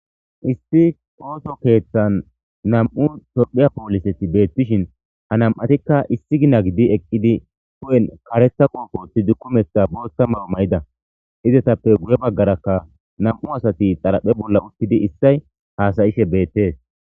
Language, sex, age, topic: Gamo, male, 25-35, government